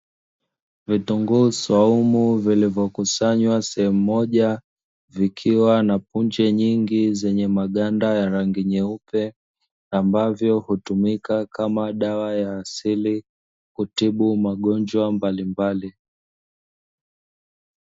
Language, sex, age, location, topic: Swahili, male, 25-35, Dar es Salaam, health